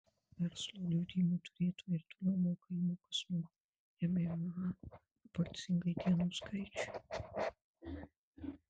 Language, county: Lithuanian, Kaunas